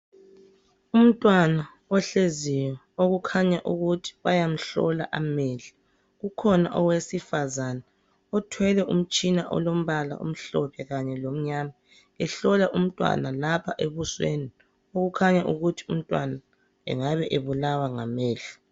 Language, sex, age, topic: North Ndebele, female, 25-35, health